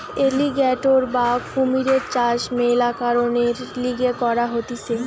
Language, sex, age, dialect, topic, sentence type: Bengali, female, 18-24, Western, agriculture, statement